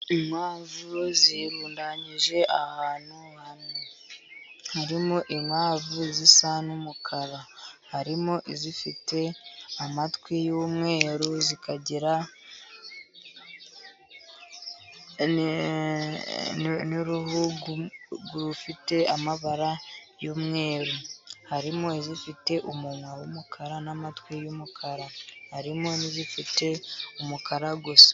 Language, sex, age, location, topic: Kinyarwanda, female, 50+, Musanze, agriculture